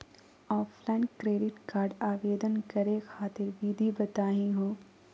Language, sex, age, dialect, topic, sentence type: Magahi, female, 18-24, Southern, banking, question